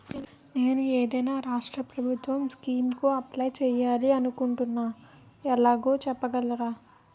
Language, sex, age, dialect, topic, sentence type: Telugu, female, 18-24, Utterandhra, banking, question